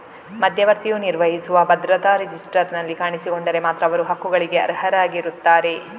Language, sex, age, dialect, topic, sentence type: Kannada, female, 36-40, Coastal/Dakshin, banking, statement